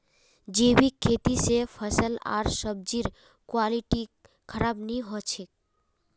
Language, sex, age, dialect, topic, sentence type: Magahi, female, 18-24, Northeastern/Surjapuri, agriculture, statement